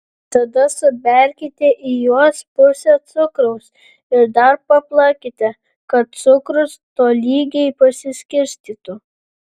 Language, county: Lithuanian, Vilnius